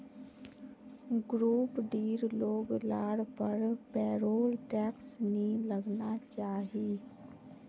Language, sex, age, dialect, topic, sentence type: Magahi, female, 18-24, Northeastern/Surjapuri, banking, statement